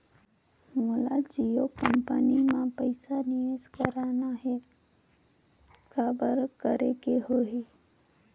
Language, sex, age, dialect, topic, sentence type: Chhattisgarhi, female, 18-24, Northern/Bhandar, banking, question